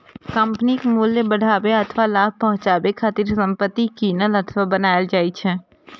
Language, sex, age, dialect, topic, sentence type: Maithili, female, 25-30, Eastern / Thethi, banking, statement